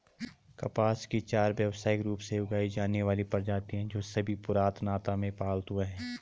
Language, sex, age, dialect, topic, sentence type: Hindi, male, 31-35, Garhwali, agriculture, statement